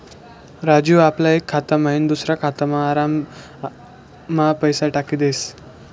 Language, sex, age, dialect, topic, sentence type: Marathi, male, 18-24, Northern Konkan, banking, statement